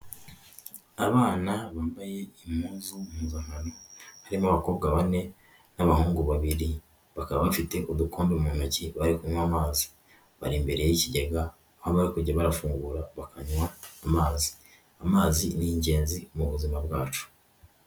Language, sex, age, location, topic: Kinyarwanda, female, 18-24, Huye, health